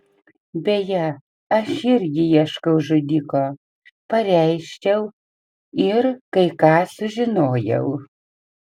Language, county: Lithuanian, Panevėžys